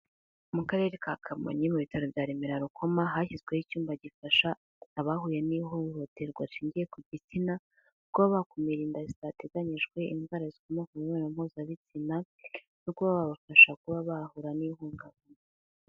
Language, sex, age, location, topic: Kinyarwanda, female, 18-24, Kigali, health